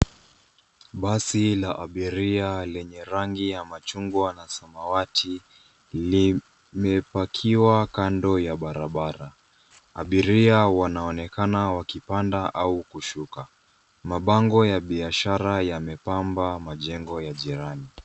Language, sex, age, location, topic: Swahili, male, 25-35, Nairobi, government